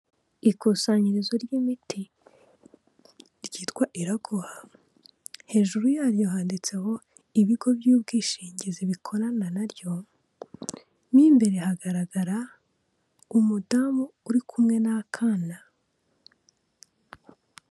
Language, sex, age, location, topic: Kinyarwanda, female, 18-24, Kigali, health